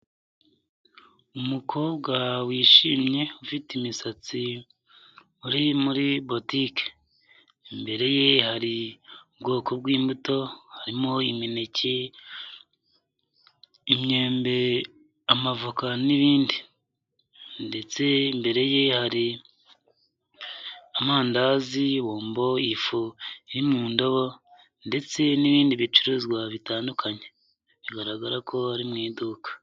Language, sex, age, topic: Kinyarwanda, male, 25-35, finance